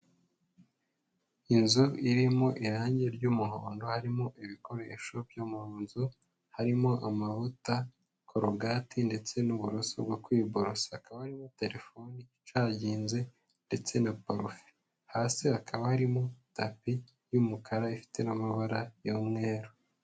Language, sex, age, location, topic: Kinyarwanda, male, 25-35, Huye, education